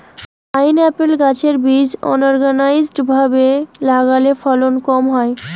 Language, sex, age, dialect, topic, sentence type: Bengali, female, 18-24, Rajbangshi, agriculture, question